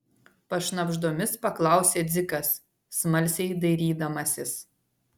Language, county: Lithuanian, Vilnius